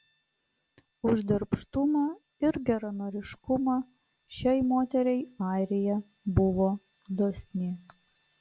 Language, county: Lithuanian, Klaipėda